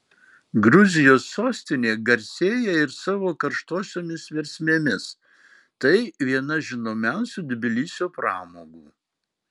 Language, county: Lithuanian, Marijampolė